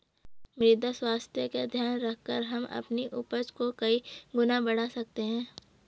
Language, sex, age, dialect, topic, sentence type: Hindi, female, 18-24, Garhwali, agriculture, statement